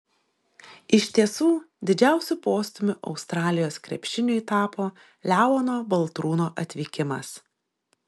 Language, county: Lithuanian, Šiauliai